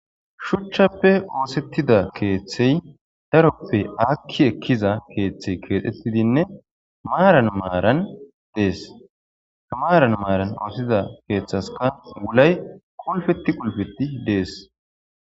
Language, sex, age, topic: Gamo, male, 18-24, government